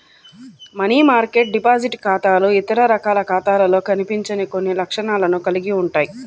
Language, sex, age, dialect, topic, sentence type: Telugu, female, 31-35, Central/Coastal, banking, statement